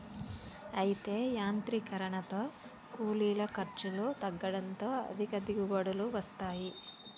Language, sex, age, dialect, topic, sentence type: Telugu, female, 18-24, Telangana, agriculture, statement